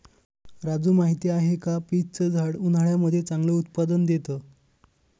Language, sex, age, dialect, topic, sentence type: Marathi, male, 25-30, Northern Konkan, agriculture, statement